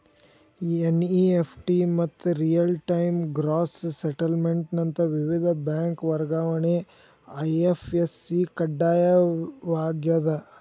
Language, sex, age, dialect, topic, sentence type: Kannada, male, 18-24, Dharwad Kannada, banking, statement